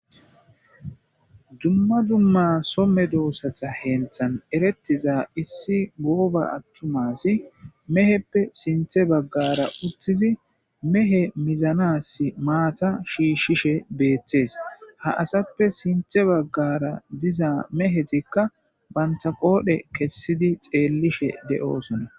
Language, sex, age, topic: Gamo, male, 25-35, agriculture